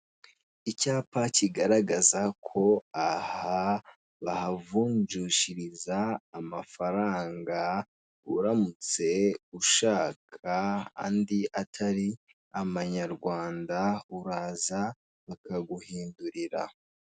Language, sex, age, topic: Kinyarwanda, male, 18-24, finance